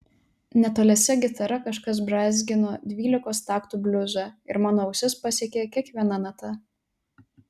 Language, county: Lithuanian, Telšiai